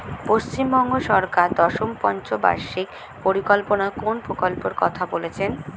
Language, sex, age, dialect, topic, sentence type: Bengali, female, 18-24, Standard Colloquial, agriculture, question